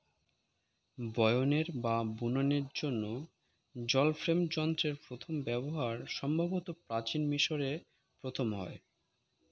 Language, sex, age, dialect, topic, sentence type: Bengali, male, 25-30, Standard Colloquial, agriculture, statement